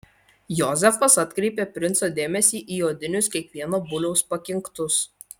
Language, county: Lithuanian, Vilnius